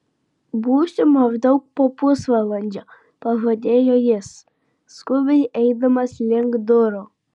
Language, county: Lithuanian, Vilnius